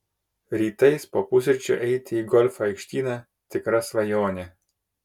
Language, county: Lithuanian, Kaunas